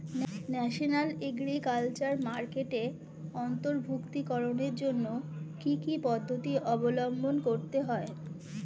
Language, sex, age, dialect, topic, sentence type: Bengali, female, 41-45, Standard Colloquial, agriculture, question